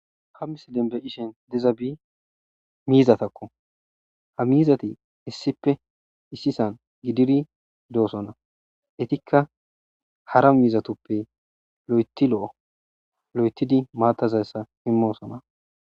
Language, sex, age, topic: Gamo, male, 25-35, agriculture